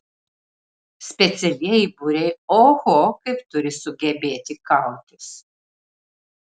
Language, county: Lithuanian, Marijampolė